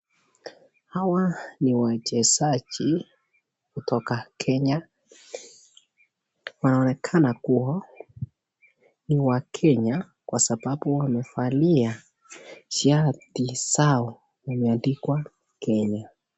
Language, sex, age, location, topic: Swahili, male, 18-24, Nakuru, government